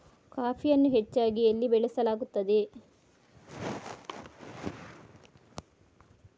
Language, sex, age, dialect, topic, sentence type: Kannada, female, 56-60, Coastal/Dakshin, agriculture, question